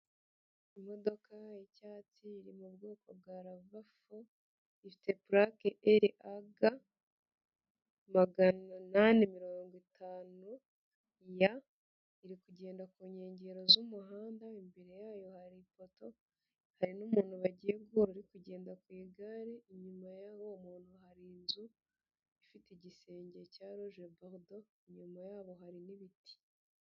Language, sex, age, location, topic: Kinyarwanda, female, 25-35, Nyagatare, government